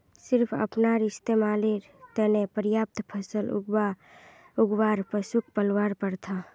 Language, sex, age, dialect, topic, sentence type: Magahi, female, 31-35, Northeastern/Surjapuri, agriculture, statement